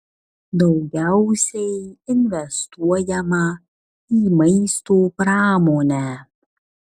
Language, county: Lithuanian, Kaunas